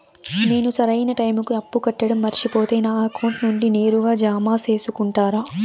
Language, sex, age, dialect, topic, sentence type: Telugu, female, 18-24, Southern, banking, question